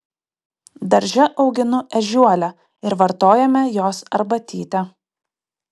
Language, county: Lithuanian, Kaunas